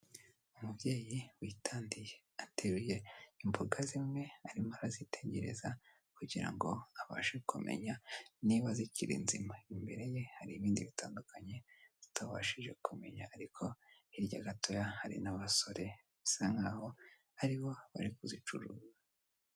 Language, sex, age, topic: Kinyarwanda, male, 18-24, finance